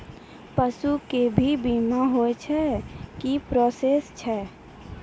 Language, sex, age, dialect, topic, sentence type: Maithili, female, 18-24, Angika, banking, question